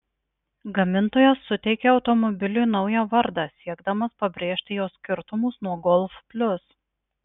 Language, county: Lithuanian, Marijampolė